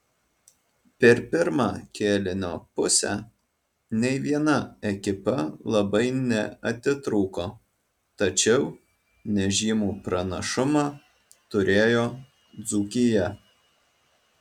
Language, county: Lithuanian, Alytus